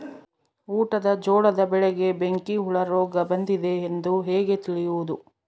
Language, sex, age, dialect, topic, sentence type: Kannada, female, 31-35, Central, agriculture, question